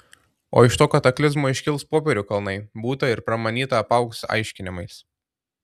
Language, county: Lithuanian, Tauragė